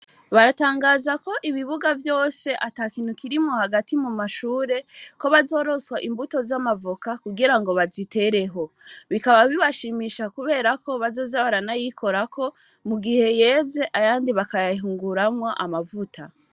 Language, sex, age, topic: Rundi, female, 25-35, education